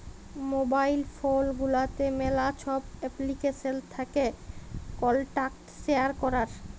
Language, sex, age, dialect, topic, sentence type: Bengali, female, 31-35, Jharkhandi, banking, statement